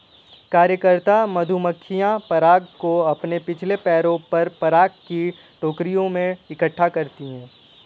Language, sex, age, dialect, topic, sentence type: Hindi, male, 18-24, Kanauji Braj Bhasha, agriculture, statement